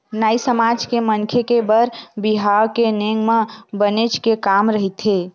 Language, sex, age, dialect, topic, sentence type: Chhattisgarhi, female, 18-24, Western/Budati/Khatahi, banking, statement